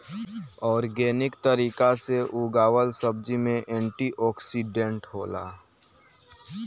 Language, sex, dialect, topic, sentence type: Bhojpuri, male, Southern / Standard, agriculture, statement